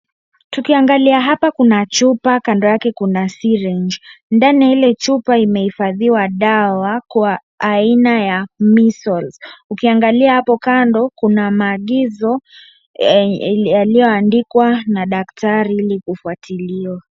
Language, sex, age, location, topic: Swahili, male, 18-24, Wajir, health